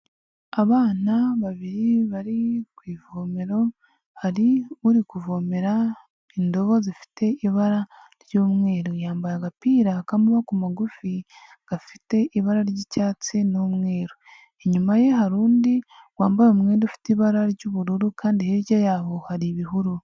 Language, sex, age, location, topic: Kinyarwanda, female, 18-24, Huye, health